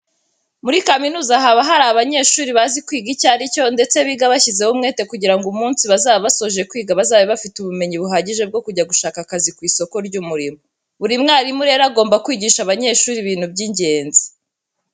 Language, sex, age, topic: Kinyarwanda, female, 18-24, education